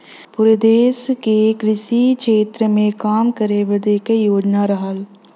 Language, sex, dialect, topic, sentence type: Bhojpuri, female, Western, agriculture, statement